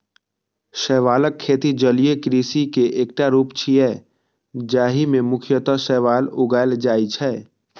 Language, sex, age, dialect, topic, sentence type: Maithili, male, 18-24, Eastern / Thethi, agriculture, statement